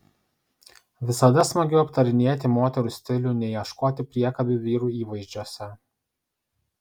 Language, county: Lithuanian, Kaunas